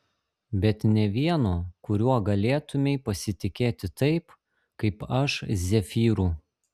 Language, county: Lithuanian, Šiauliai